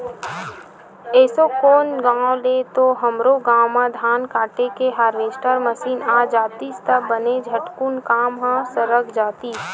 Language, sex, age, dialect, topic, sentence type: Chhattisgarhi, female, 18-24, Western/Budati/Khatahi, agriculture, statement